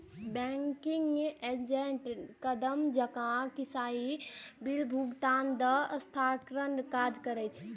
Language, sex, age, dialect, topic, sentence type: Maithili, female, 18-24, Eastern / Thethi, banking, statement